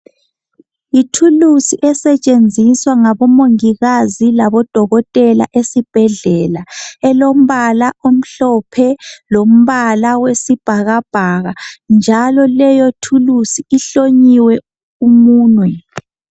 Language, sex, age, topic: North Ndebele, male, 25-35, health